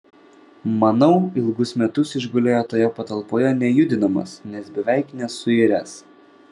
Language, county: Lithuanian, Vilnius